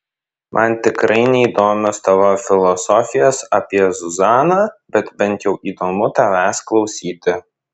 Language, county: Lithuanian, Vilnius